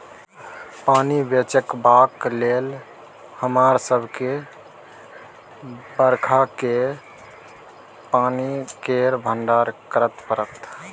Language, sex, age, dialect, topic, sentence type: Maithili, male, 18-24, Bajjika, agriculture, statement